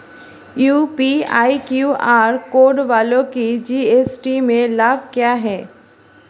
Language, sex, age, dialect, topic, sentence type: Hindi, female, 36-40, Marwari Dhudhari, banking, question